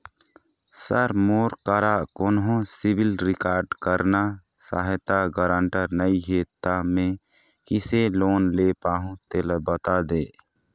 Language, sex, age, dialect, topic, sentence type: Chhattisgarhi, male, 25-30, Eastern, banking, question